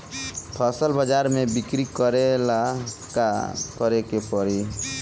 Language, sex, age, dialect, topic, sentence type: Bhojpuri, male, 25-30, Northern, agriculture, question